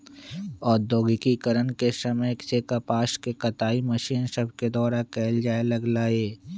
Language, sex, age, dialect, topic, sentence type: Magahi, male, 25-30, Western, agriculture, statement